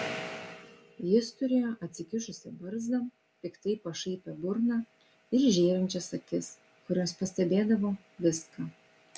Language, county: Lithuanian, Vilnius